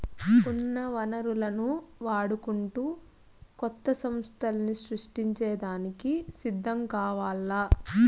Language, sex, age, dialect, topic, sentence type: Telugu, female, 18-24, Southern, banking, statement